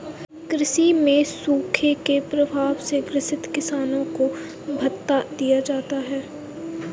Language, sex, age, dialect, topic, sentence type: Hindi, female, 18-24, Kanauji Braj Bhasha, agriculture, statement